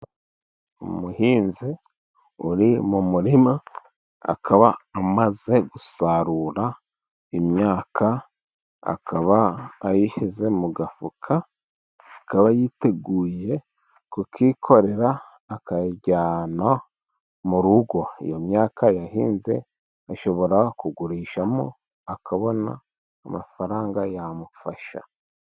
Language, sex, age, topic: Kinyarwanda, male, 36-49, agriculture